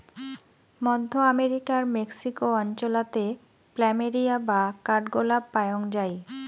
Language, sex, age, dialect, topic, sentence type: Bengali, female, 25-30, Rajbangshi, agriculture, statement